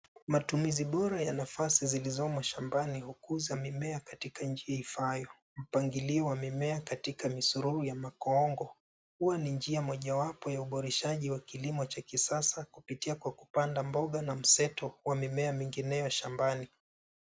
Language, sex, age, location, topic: Swahili, male, 25-35, Nairobi, agriculture